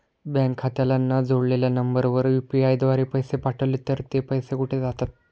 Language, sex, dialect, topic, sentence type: Marathi, male, Standard Marathi, banking, question